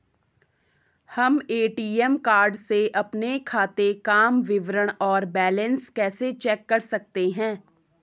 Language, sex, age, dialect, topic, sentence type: Hindi, female, 18-24, Garhwali, banking, question